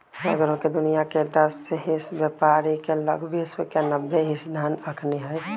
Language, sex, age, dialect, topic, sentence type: Magahi, male, 25-30, Western, banking, statement